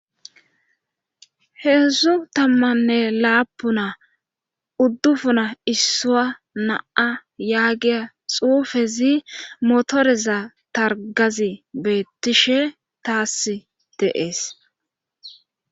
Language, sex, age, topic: Gamo, female, 25-35, government